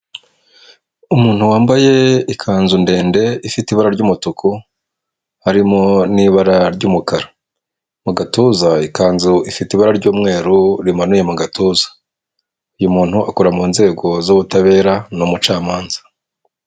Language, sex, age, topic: Kinyarwanda, male, 25-35, government